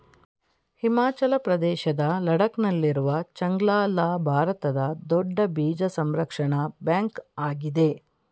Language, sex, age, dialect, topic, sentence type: Kannada, female, 46-50, Mysore Kannada, agriculture, statement